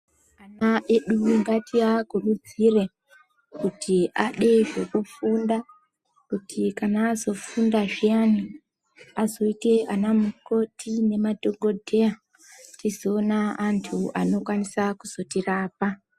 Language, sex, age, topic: Ndau, female, 25-35, education